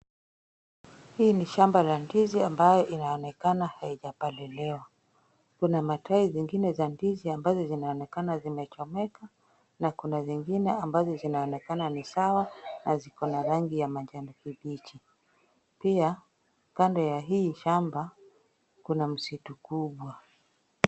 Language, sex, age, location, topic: Swahili, female, 36-49, Kisumu, agriculture